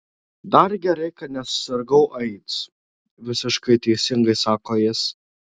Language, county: Lithuanian, Šiauliai